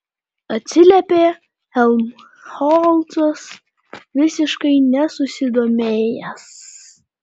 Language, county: Lithuanian, Panevėžys